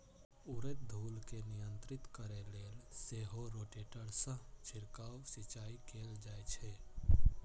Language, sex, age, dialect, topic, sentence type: Maithili, male, 18-24, Eastern / Thethi, agriculture, statement